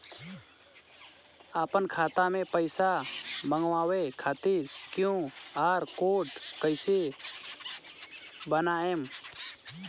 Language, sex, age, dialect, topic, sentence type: Bhojpuri, male, 25-30, Southern / Standard, banking, question